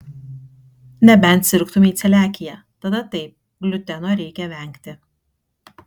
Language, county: Lithuanian, Kaunas